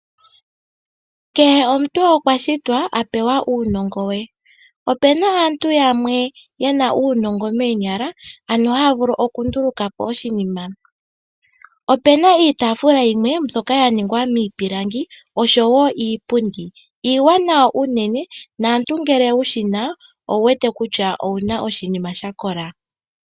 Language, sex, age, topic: Oshiwambo, female, 18-24, finance